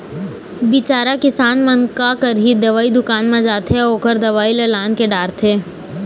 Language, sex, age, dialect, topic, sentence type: Chhattisgarhi, female, 18-24, Eastern, agriculture, statement